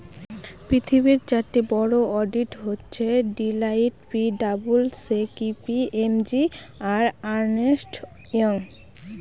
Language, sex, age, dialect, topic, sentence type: Bengali, female, 18-24, Northern/Varendri, banking, statement